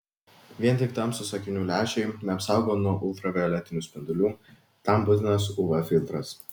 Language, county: Lithuanian, Vilnius